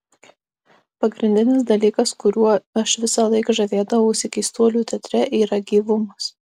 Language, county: Lithuanian, Alytus